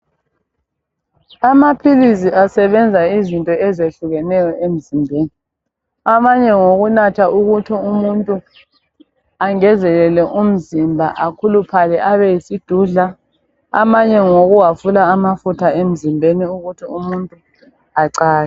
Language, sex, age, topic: North Ndebele, female, 25-35, health